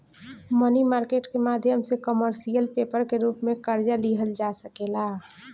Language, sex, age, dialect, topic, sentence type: Bhojpuri, female, 18-24, Southern / Standard, banking, statement